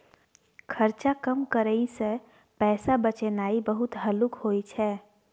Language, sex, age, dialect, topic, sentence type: Maithili, female, 18-24, Bajjika, banking, statement